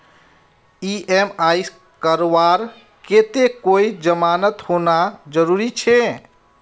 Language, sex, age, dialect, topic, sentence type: Magahi, male, 31-35, Northeastern/Surjapuri, banking, question